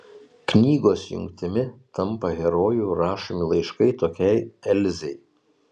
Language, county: Lithuanian, Telšiai